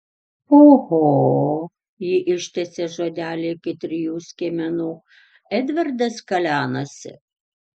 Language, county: Lithuanian, Tauragė